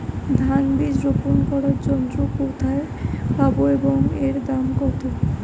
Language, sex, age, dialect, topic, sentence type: Bengali, female, 25-30, Standard Colloquial, agriculture, question